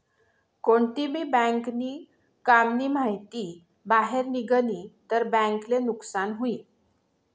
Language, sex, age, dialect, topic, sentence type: Marathi, female, 41-45, Northern Konkan, banking, statement